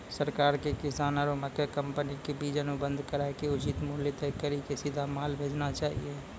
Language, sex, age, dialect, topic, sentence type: Maithili, male, 18-24, Angika, agriculture, question